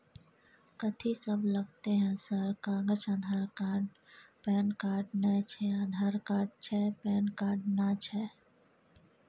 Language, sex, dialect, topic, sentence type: Maithili, female, Bajjika, banking, question